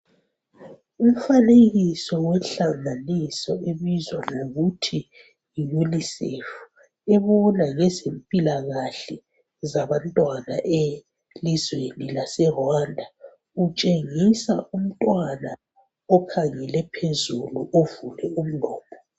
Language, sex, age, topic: North Ndebele, female, 25-35, health